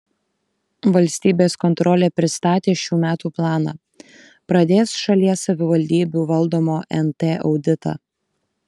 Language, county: Lithuanian, Kaunas